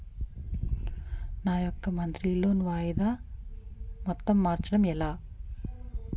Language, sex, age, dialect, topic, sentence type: Telugu, female, 41-45, Utterandhra, banking, question